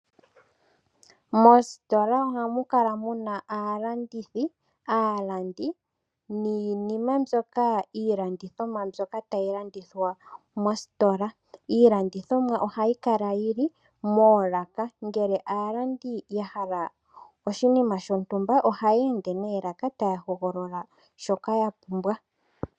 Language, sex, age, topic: Oshiwambo, female, 18-24, finance